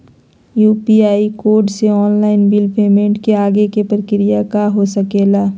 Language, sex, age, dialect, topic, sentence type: Magahi, female, 31-35, Southern, banking, question